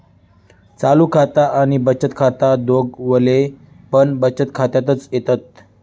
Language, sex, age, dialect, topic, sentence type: Marathi, male, 18-24, Southern Konkan, banking, statement